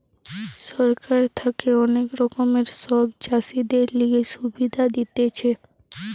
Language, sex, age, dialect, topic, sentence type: Bengali, female, 18-24, Western, agriculture, statement